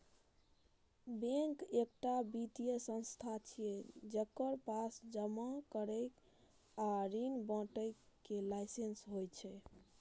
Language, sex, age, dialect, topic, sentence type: Maithili, male, 31-35, Eastern / Thethi, banking, statement